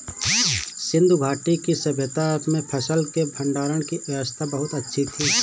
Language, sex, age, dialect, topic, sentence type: Hindi, male, 25-30, Awadhi Bundeli, agriculture, statement